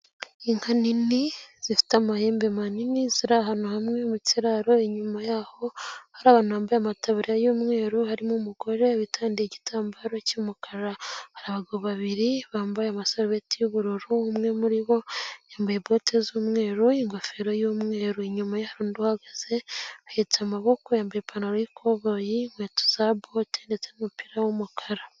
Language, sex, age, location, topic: Kinyarwanda, female, 18-24, Nyagatare, agriculture